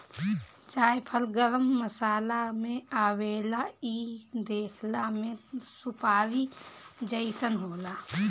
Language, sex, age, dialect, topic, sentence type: Bhojpuri, female, 31-35, Northern, agriculture, statement